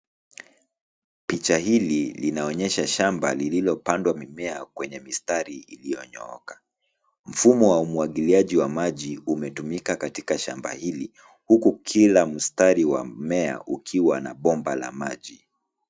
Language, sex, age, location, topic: Swahili, male, 25-35, Nairobi, agriculture